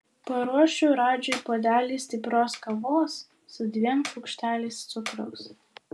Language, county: Lithuanian, Vilnius